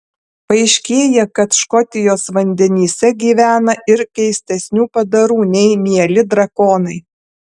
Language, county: Lithuanian, Alytus